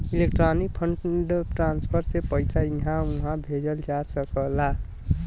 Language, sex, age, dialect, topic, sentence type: Bhojpuri, male, 18-24, Western, banking, statement